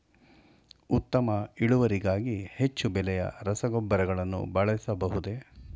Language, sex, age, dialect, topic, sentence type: Kannada, male, 51-55, Mysore Kannada, agriculture, question